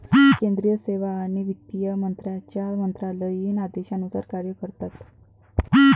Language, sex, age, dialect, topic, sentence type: Marathi, female, 25-30, Varhadi, banking, statement